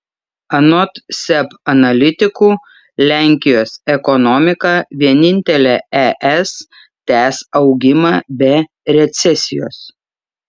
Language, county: Lithuanian, Šiauliai